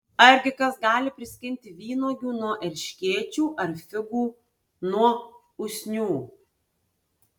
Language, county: Lithuanian, Tauragė